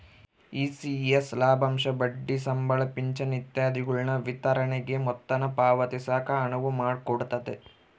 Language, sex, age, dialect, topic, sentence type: Kannada, male, 25-30, Central, banking, statement